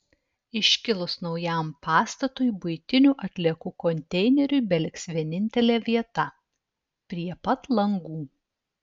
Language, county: Lithuanian, Telšiai